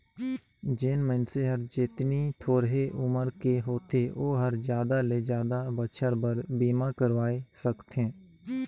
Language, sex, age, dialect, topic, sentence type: Chhattisgarhi, male, 18-24, Northern/Bhandar, banking, statement